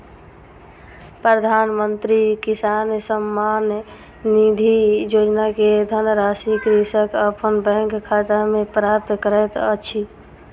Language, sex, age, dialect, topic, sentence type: Maithili, female, 31-35, Southern/Standard, agriculture, statement